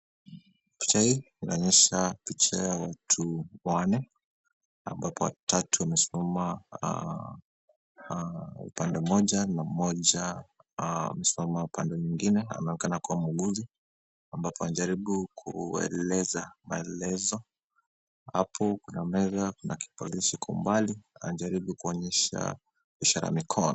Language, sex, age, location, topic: Swahili, male, 25-35, Kisumu, agriculture